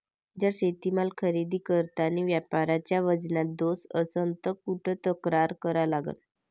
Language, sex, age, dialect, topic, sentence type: Marathi, female, 18-24, Varhadi, agriculture, question